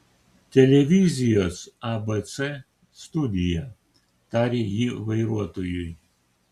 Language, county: Lithuanian, Kaunas